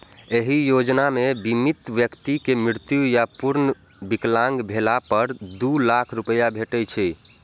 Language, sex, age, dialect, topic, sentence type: Maithili, male, 18-24, Eastern / Thethi, banking, statement